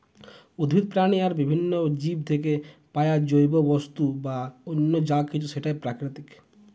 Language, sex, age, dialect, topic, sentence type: Bengali, male, 18-24, Western, agriculture, statement